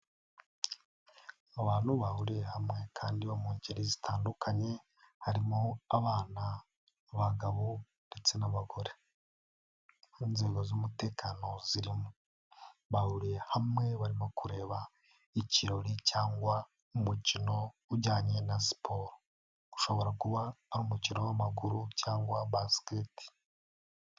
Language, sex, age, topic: Kinyarwanda, male, 18-24, government